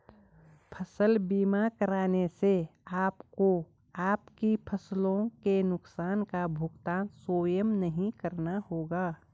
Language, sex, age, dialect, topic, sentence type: Hindi, female, 46-50, Garhwali, banking, statement